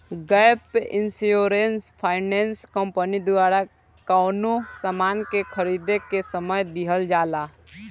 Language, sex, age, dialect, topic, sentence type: Bhojpuri, male, <18, Southern / Standard, banking, statement